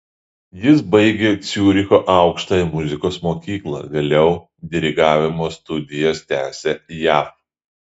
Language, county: Lithuanian, Šiauliai